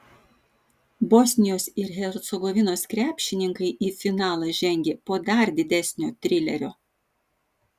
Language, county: Lithuanian, Vilnius